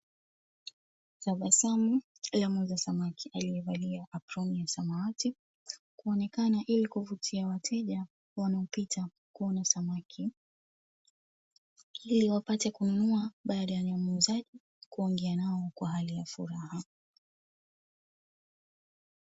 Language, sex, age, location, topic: Swahili, female, 25-35, Mombasa, agriculture